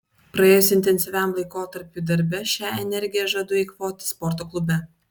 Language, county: Lithuanian, Vilnius